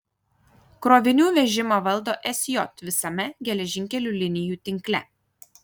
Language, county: Lithuanian, Kaunas